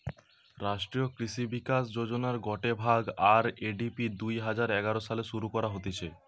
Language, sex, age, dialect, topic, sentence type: Bengali, male, 18-24, Western, agriculture, statement